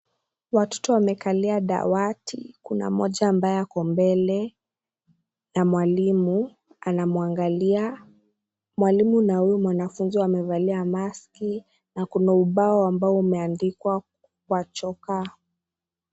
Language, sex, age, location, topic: Swahili, female, 18-24, Kisii, health